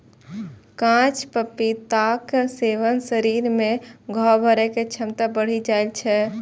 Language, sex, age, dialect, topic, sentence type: Maithili, female, 25-30, Eastern / Thethi, agriculture, statement